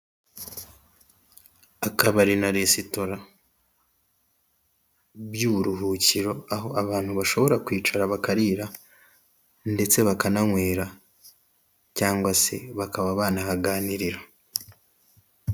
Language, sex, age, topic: Kinyarwanda, male, 18-24, finance